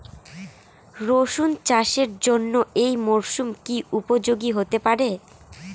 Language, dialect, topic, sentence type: Bengali, Rajbangshi, agriculture, question